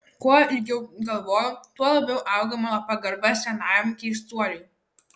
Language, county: Lithuanian, Kaunas